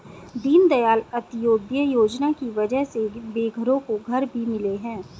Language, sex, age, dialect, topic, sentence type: Hindi, female, 36-40, Hindustani Malvi Khadi Boli, banking, statement